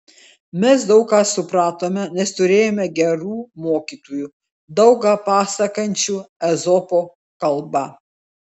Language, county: Lithuanian, Klaipėda